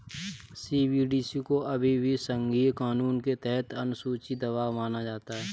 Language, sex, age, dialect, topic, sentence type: Hindi, male, 18-24, Kanauji Braj Bhasha, agriculture, statement